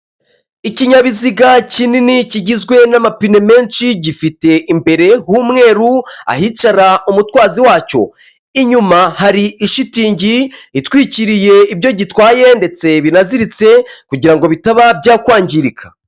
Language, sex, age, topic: Kinyarwanda, male, 25-35, government